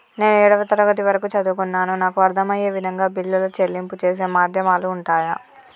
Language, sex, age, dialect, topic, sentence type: Telugu, female, 31-35, Telangana, banking, question